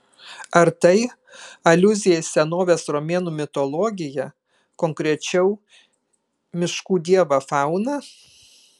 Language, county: Lithuanian, Kaunas